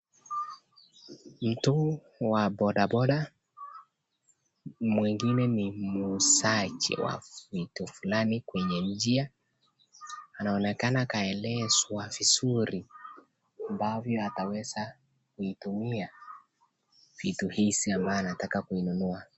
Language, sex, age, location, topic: Swahili, male, 18-24, Nakuru, health